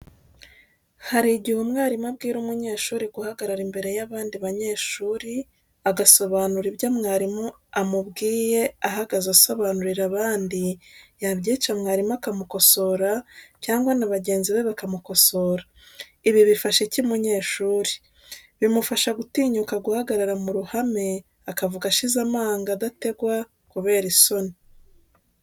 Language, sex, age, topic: Kinyarwanda, female, 36-49, education